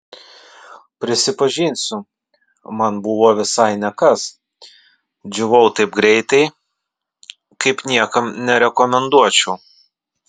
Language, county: Lithuanian, Vilnius